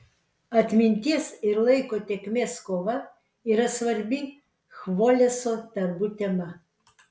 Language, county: Lithuanian, Vilnius